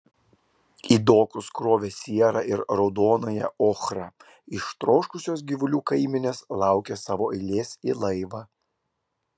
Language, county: Lithuanian, Klaipėda